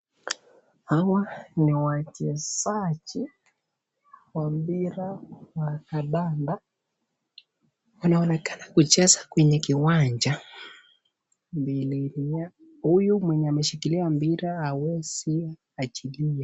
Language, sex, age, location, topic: Swahili, male, 18-24, Nakuru, government